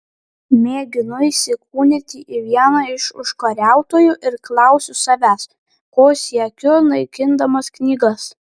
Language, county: Lithuanian, Panevėžys